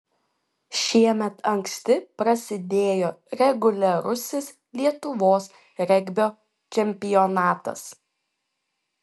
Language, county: Lithuanian, Klaipėda